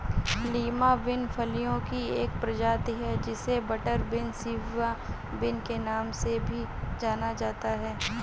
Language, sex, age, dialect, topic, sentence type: Hindi, female, 18-24, Marwari Dhudhari, agriculture, statement